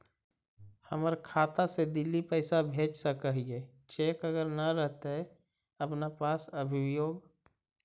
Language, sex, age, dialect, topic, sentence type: Magahi, male, 31-35, Central/Standard, banking, question